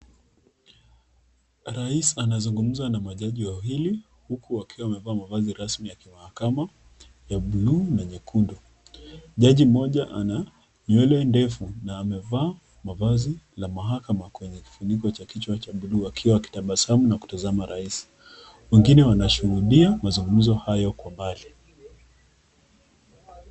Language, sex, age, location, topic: Swahili, female, 25-35, Nakuru, government